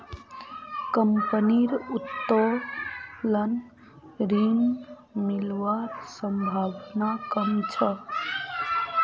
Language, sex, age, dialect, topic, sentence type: Magahi, female, 25-30, Northeastern/Surjapuri, banking, statement